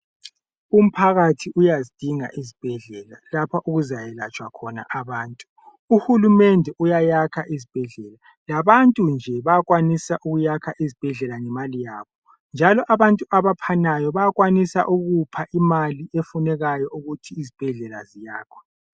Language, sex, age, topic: North Ndebele, male, 25-35, health